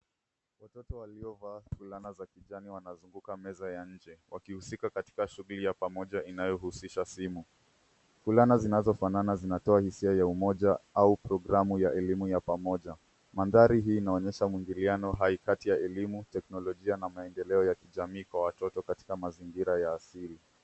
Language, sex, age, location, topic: Swahili, male, 18-24, Nairobi, education